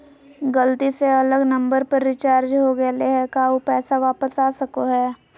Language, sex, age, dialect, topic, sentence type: Magahi, female, 18-24, Southern, banking, question